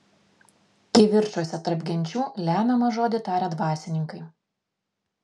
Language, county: Lithuanian, Vilnius